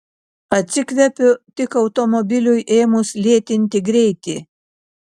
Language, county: Lithuanian, Kaunas